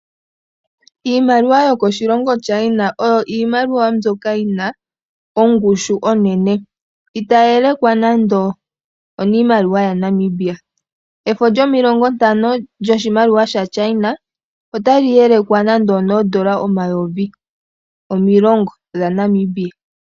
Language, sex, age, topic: Oshiwambo, female, 18-24, finance